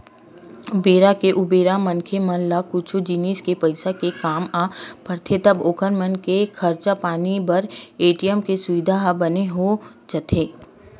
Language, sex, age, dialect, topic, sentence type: Chhattisgarhi, female, 25-30, Western/Budati/Khatahi, banking, statement